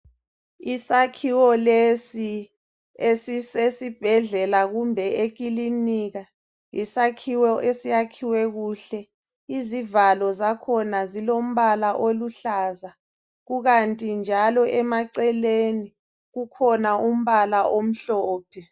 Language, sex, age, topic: North Ndebele, male, 36-49, health